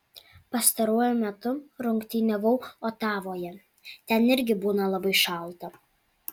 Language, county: Lithuanian, Alytus